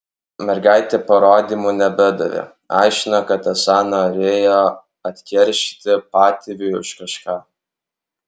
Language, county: Lithuanian, Alytus